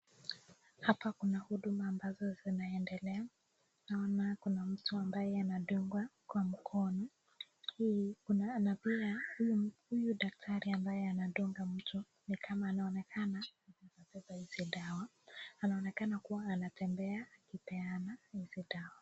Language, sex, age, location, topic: Swahili, female, 18-24, Nakuru, health